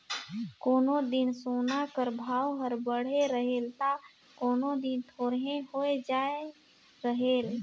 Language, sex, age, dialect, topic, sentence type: Chhattisgarhi, female, 18-24, Northern/Bhandar, banking, statement